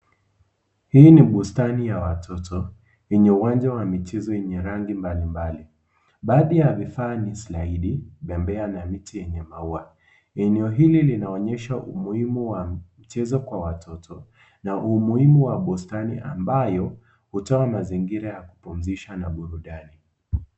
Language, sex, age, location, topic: Swahili, male, 18-24, Kisii, education